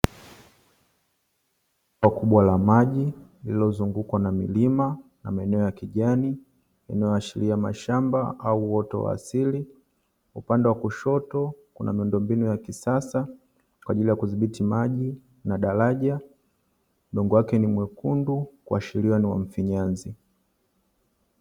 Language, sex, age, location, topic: Swahili, male, 25-35, Dar es Salaam, agriculture